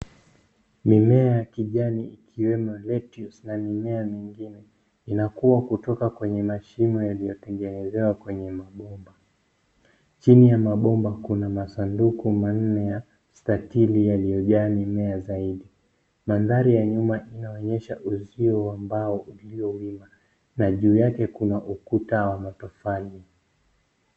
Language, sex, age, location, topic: Swahili, male, 25-35, Nairobi, agriculture